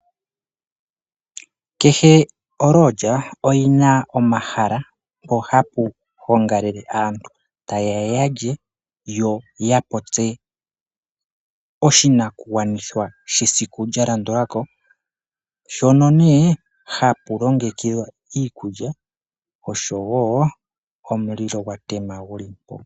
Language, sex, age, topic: Oshiwambo, male, 25-35, agriculture